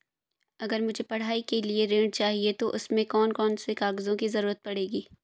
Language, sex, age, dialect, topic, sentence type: Hindi, female, 25-30, Hindustani Malvi Khadi Boli, banking, question